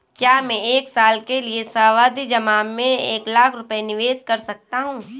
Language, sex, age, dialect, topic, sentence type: Hindi, female, 18-24, Awadhi Bundeli, banking, question